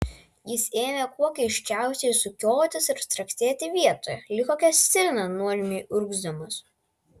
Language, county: Lithuanian, Vilnius